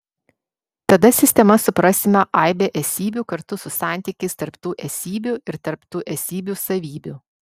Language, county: Lithuanian, Vilnius